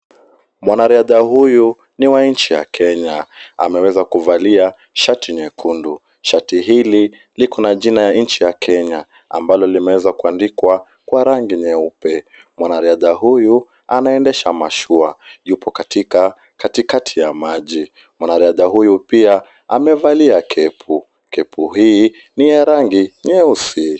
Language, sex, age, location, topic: Swahili, male, 18-24, Kisumu, education